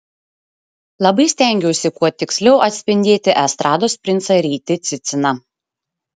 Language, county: Lithuanian, Šiauliai